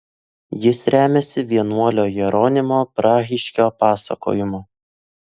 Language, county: Lithuanian, Utena